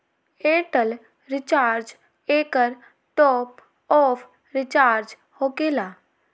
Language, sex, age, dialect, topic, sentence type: Magahi, female, 18-24, Western, banking, question